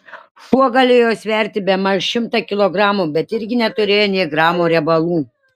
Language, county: Lithuanian, Šiauliai